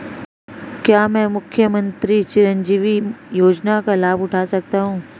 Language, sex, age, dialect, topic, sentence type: Hindi, female, 25-30, Marwari Dhudhari, banking, question